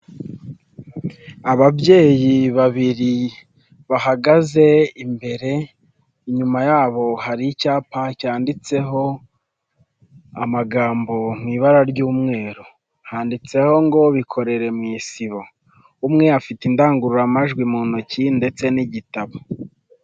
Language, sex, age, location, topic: Kinyarwanda, male, 25-35, Nyagatare, government